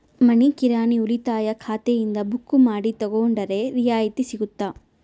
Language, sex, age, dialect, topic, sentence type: Kannada, female, 25-30, Central, banking, question